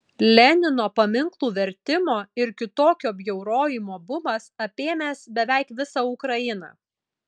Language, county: Lithuanian, Kaunas